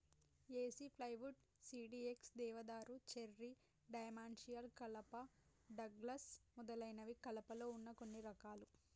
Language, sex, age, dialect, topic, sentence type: Telugu, female, 18-24, Telangana, agriculture, statement